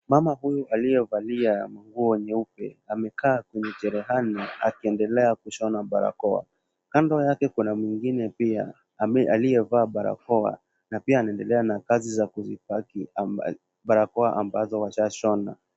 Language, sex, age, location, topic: Swahili, male, 18-24, Kisumu, health